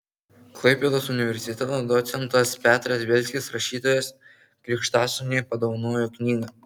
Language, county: Lithuanian, Kaunas